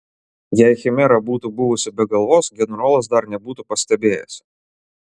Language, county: Lithuanian, Klaipėda